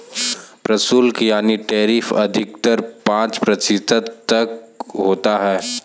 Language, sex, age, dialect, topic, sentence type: Hindi, male, 18-24, Kanauji Braj Bhasha, banking, statement